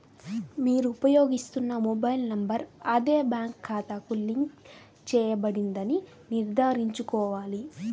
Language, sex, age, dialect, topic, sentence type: Telugu, female, 18-24, Central/Coastal, banking, statement